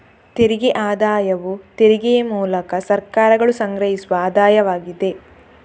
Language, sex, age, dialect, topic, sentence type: Kannada, female, 18-24, Coastal/Dakshin, banking, statement